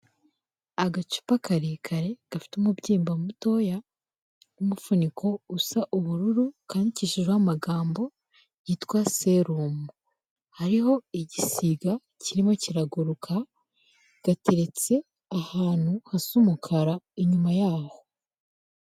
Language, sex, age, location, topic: Kinyarwanda, female, 25-35, Kigali, health